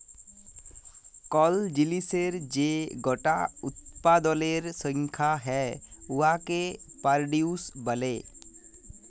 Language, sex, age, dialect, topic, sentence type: Bengali, male, 18-24, Jharkhandi, agriculture, statement